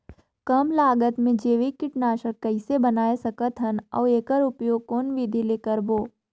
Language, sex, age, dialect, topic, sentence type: Chhattisgarhi, female, 31-35, Northern/Bhandar, agriculture, question